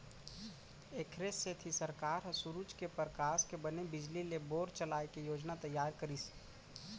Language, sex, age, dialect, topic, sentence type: Chhattisgarhi, male, 25-30, Central, agriculture, statement